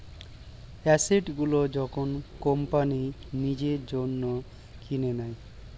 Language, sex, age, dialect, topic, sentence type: Bengali, male, 36-40, Standard Colloquial, banking, statement